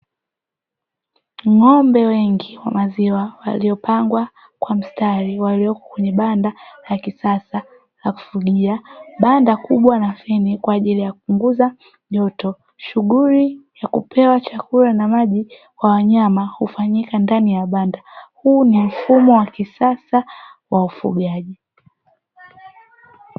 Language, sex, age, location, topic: Swahili, female, 18-24, Dar es Salaam, agriculture